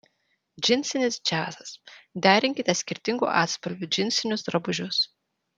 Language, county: Lithuanian, Vilnius